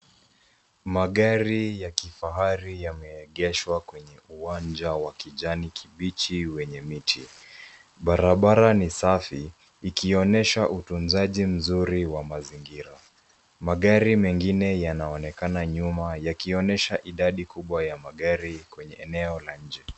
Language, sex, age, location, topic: Swahili, female, 18-24, Nairobi, finance